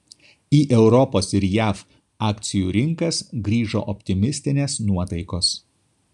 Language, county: Lithuanian, Kaunas